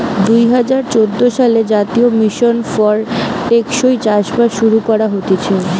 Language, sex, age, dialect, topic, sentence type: Bengali, female, 18-24, Western, agriculture, statement